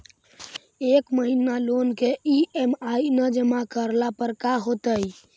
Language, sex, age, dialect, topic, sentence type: Magahi, male, 51-55, Central/Standard, banking, question